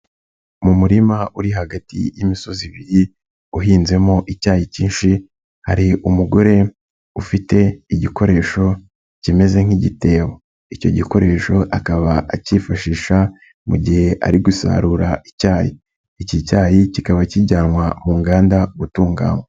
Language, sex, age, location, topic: Kinyarwanda, male, 25-35, Nyagatare, agriculture